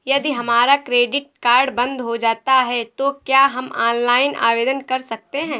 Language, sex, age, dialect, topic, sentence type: Hindi, female, 18-24, Awadhi Bundeli, banking, question